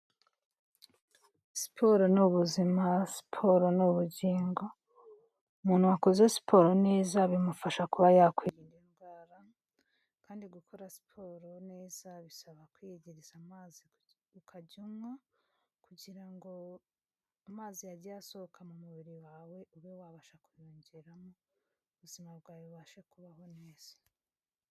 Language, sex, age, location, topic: Kinyarwanda, female, 25-35, Kigali, health